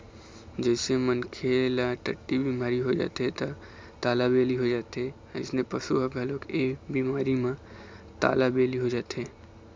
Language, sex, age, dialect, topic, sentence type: Chhattisgarhi, male, 18-24, Eastern, agriculture, statement